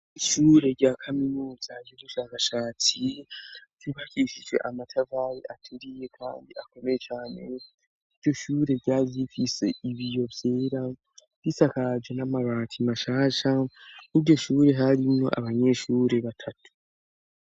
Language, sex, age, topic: Rundi, male, 18-24, education